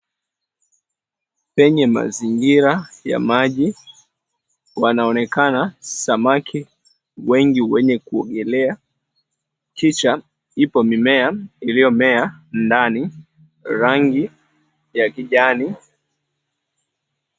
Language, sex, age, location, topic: Swahili, male, 18-24, Mombasa, agriculture